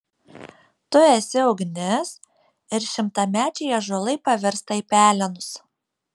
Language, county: Lithuanian, Šiauliai